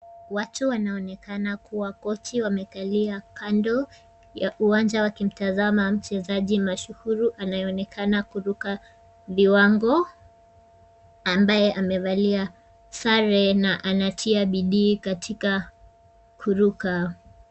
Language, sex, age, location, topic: Swahili, female, 18-24, Kisumu, government